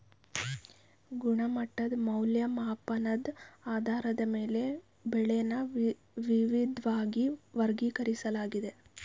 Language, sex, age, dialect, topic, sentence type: Kannada, female, 25-30, Mysore Kannada, agriculture, statement